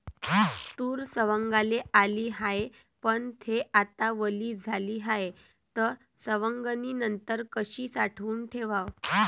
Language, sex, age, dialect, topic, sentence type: Marathi, female, 18-24, Varhadi, agriculture, question